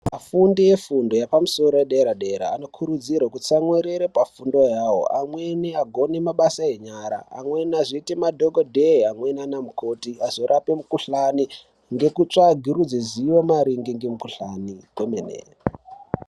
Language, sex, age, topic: Ndau, male, 18-24, education